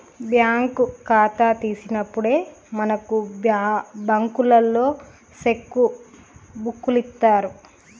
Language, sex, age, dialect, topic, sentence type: Telugu, female, 31-35, Telangana, banking, statement